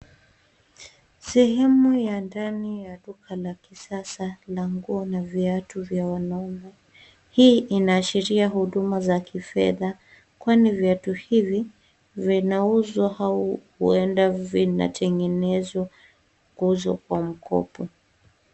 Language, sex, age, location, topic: Swahili, female, 25-35, Nairobi, finance